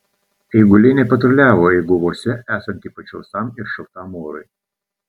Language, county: Lithuanian, Telšiai